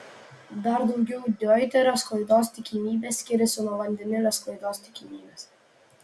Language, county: Lithuanian, Vilnius